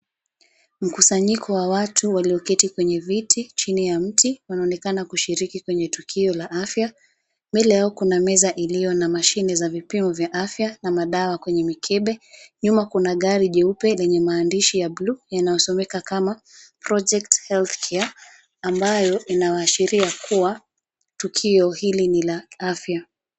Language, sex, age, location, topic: Swahili, female, 36-49, Nairobi, health